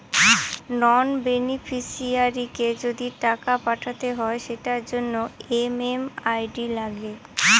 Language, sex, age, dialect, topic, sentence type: Bengali, female, 18-24, Northern/Varendri, banking, statement